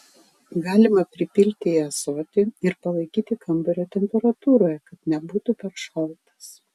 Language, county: Lithuanian, Vilnius